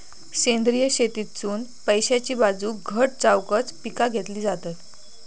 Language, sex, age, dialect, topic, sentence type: Marathi, female, 18-24, Southern Konkan, agriculture, statement